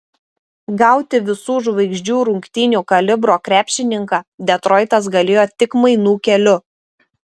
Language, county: Lithuanian, Šiauliai